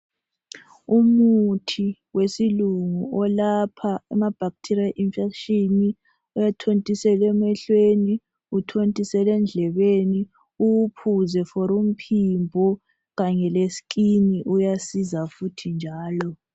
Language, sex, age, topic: North Ndebele, female, 25-35, health